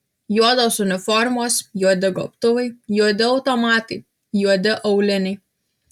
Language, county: Lithuanian, Alytus